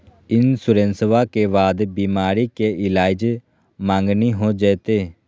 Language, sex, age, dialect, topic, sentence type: Magahi, male, 18-24, Southern, banking, question